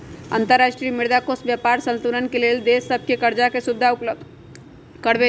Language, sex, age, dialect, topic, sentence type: Magahi, female, 25-30, Western, banking, statement